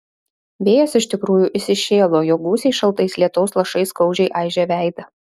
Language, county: Lithuanian, Šiauliai